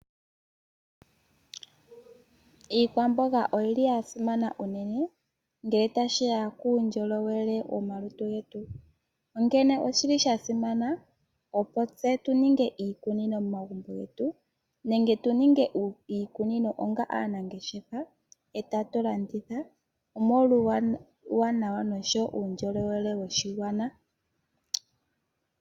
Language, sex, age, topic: Oshiwambo, female, 25-35, agriculture